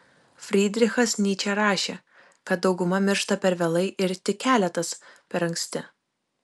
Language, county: Lithuanian, Kaunas